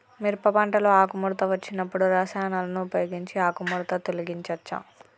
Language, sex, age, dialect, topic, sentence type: Telugu, female, 31-35, Telangana, agriculture, question